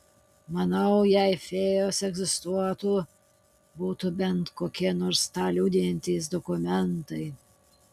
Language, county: Lithuanian, Utena